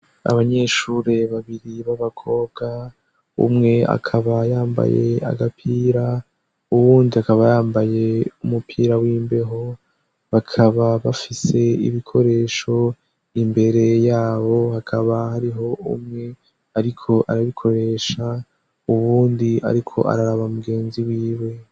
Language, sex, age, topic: Rundi, male, 18-24, education